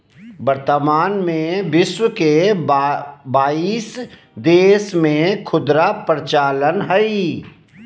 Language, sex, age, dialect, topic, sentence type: Magahi, male, 36-40, Southern, banking, statement